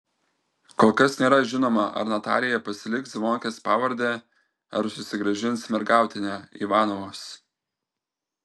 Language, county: Lithuanian, Telšiai